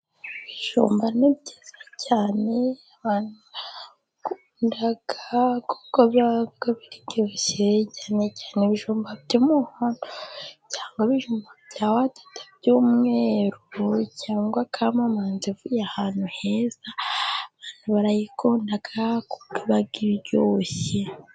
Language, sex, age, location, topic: Kinyarwanda, female, 25-35, Musanze, agriculture